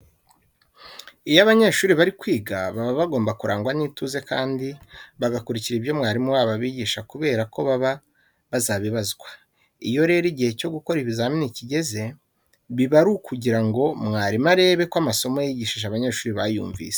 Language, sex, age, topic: Kinyarwanda, male, 25-35, education